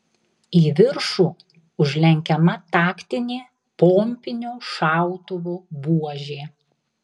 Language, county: Lithuanian, Tauragė